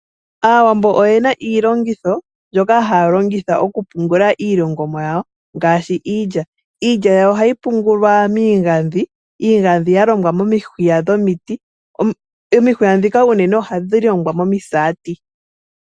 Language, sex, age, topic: Oshiwambo, female, 18-24, agriculture